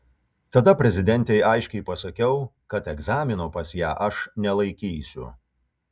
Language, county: Lithuanian, Kaunas